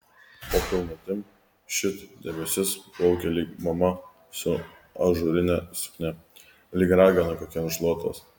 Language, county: Lithuanian, Kaunas